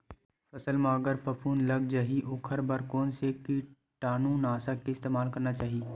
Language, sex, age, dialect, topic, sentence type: Chhattisgarhi, male, 31-35, Western/Budati/Khatahi, agriculture, question